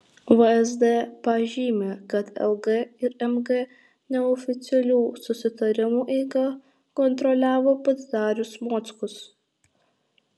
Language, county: Lithuanian, Alytus